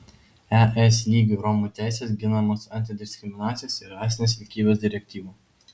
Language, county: Lithuanian, Vilnius